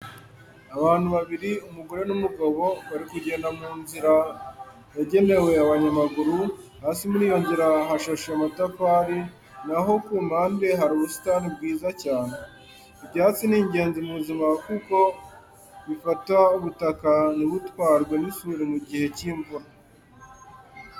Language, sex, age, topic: Kinyarwanda, male, 18-24, education